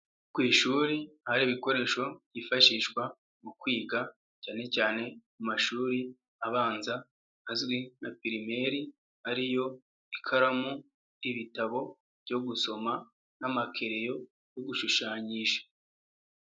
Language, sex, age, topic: Kinyarwanda, male, 25-35, education